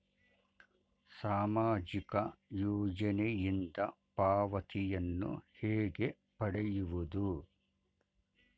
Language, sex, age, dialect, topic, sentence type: Kannada, male, 51-55, Mysore Kannada, banking, question